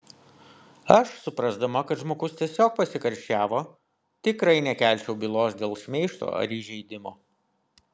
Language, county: Lithuanian, Vilnius